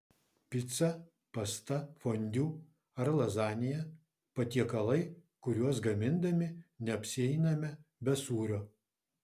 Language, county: Lithuanian, Vilnius